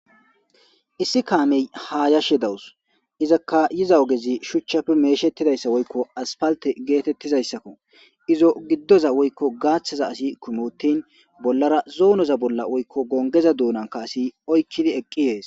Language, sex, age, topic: Gamo, male, 25-35, government